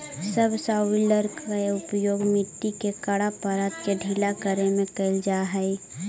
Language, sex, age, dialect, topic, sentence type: Magahi, female, 18-24, Central/Standard, banking, statement